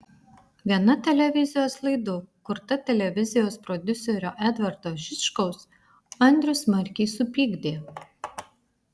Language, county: Lithuanian, Vilnius